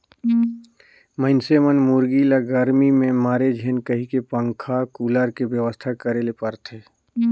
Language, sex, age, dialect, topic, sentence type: Chhattisgarhi, male, 31-35, Northern/Bhandar, agriculture, statement